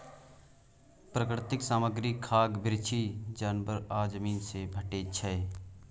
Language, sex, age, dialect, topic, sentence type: Maithili, male, 25-30, Bajjika, agriculture, statement